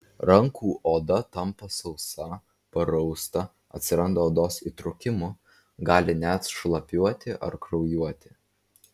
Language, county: Lithuanian, Vilnius